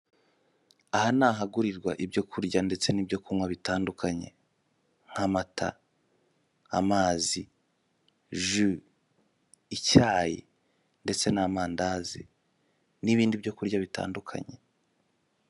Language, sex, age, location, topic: Kinyarwanda, male, 18-24, Kigali, finance